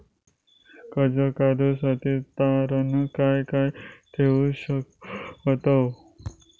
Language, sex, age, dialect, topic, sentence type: Marathi, male, 25-30, Southern Konkan, banking, question